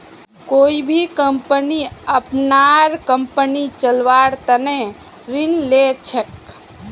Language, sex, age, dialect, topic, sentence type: Magahi, female, 25-30, Northeastern/Surjapuri, banking, statement